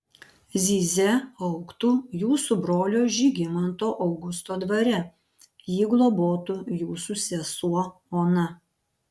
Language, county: Lithuanian, Panevėžys